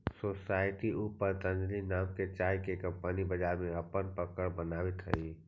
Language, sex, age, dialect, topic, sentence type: Magahi, male, 51-55, Central/Standard, agriculture, statement